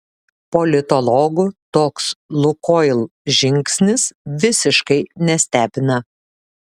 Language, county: Lithuanian, Šiauliai